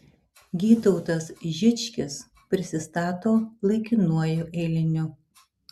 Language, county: Lithuanian, Alytus